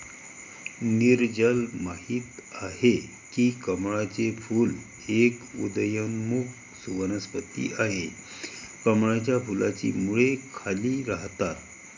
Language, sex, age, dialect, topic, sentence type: Marathi, male, 31-35, Varhadi, agriculture, statement